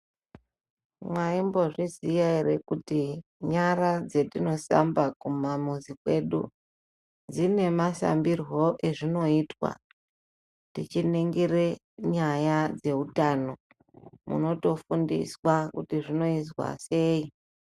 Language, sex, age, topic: Ndau, male, 25-35, health